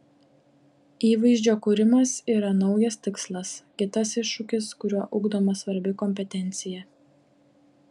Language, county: Lithuanian, Klaipėda